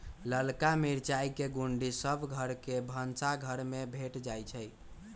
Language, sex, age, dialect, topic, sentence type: Magahi, male, 41-45, Western, agriculture, statement